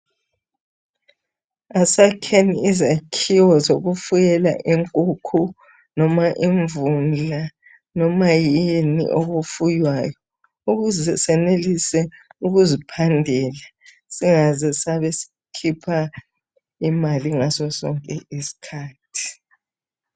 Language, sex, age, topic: North Ndebele, female, 50+, education